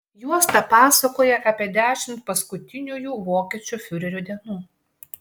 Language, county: Lithuanian, Klaipėda